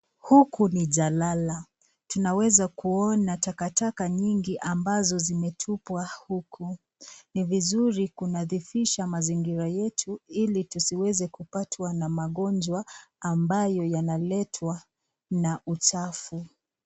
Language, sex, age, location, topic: Swahili, female, 25-35, Nakuru, government